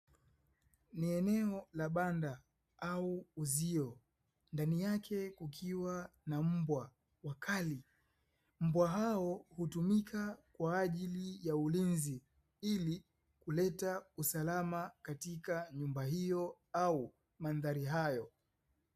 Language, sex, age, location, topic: Swahili, male, 25-35, Dar es Salaam, agriculture